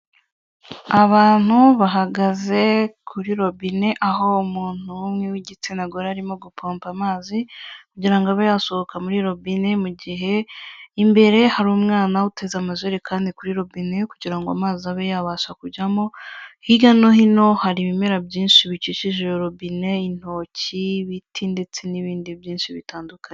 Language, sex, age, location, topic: Kinyarwanda, female, 25-35, Kigali, health